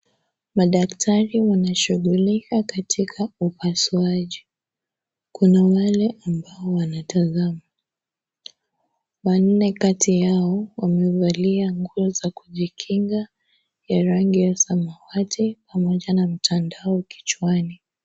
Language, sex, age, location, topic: Swahili, female, 25-35, Kisii, health